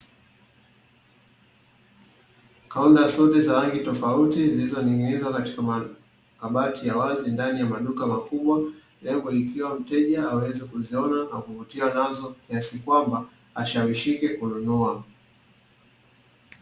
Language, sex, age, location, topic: Swahili, male, 18-24, Dar es Salaam, finance